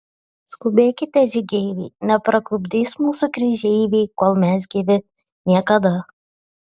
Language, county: Lithuanian, Šiauliai